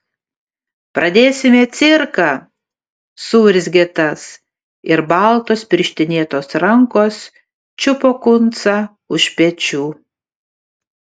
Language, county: Lithuanian, Panevėžys